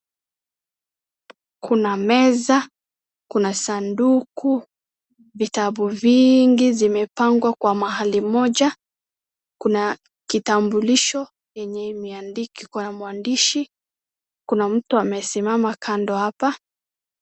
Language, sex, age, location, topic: Swahili, male, 18-24, Wajir, government